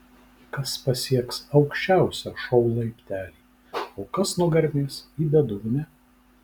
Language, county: Lithuanian, Vilnius